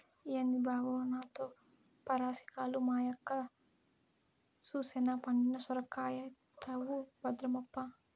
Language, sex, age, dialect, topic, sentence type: Telugu, female, 18-24, Southern, agriculture, statement